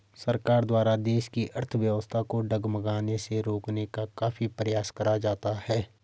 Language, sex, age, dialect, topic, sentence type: Hindi, male, 25-30, Garhwali, banking, statement